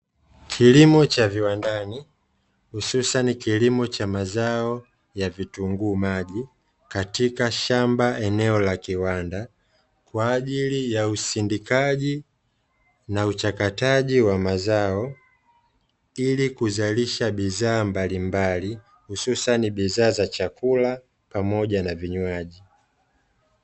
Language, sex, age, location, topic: Swahili, male, 25-35, Dar es Salaam, agriculture